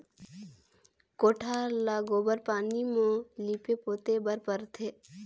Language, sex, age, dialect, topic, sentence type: Chhattisgarhi, female, 18-24, Northern/Bhandar, agriculture, statement